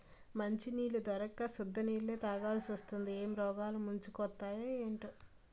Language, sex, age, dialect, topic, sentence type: Telugu, female, 18-24, Utterandhra, agriculture, statement